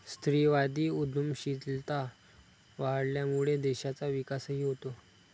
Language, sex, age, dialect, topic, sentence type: Marathi, male, 25-30, Standard Marathi, banking, statement